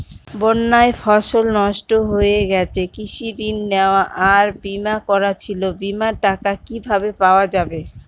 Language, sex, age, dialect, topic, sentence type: Bengali, female, 25-30, Northern/Varendri, banking, question